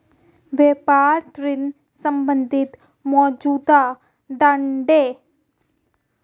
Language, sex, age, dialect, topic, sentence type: Hindi, female, 18-24, Hindustani Malvi Khadi Boli, banking, question